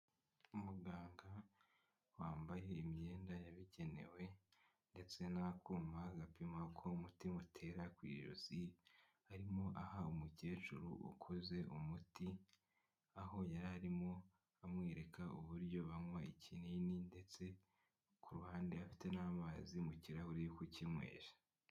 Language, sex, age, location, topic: Kinyarwanda, male, 18-24, Kigali, health